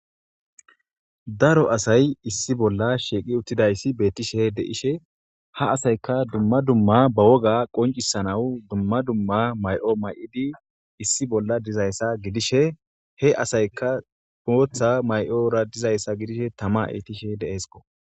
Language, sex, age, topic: Gamo, female, 18-24, government